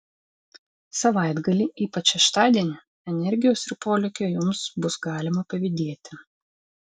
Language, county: Lithuanian, Vilnius